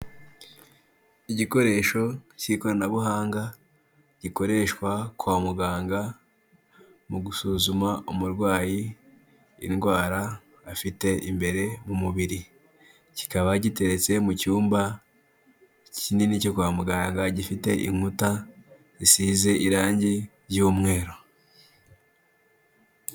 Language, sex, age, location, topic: Kinyarwanda, male, 18-24, Kigali, health